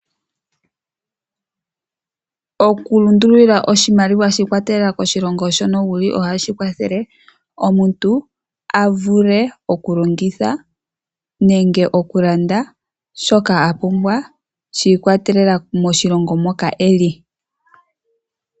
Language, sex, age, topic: Oshiwambo, female, 25-35, finance